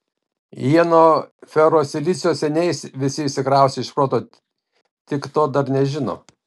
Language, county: Lithuanian, Kaunas